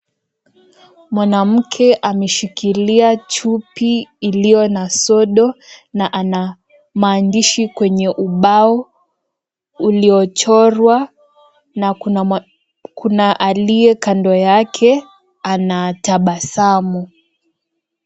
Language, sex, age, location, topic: Swahili, female, 18-24, Kisii, health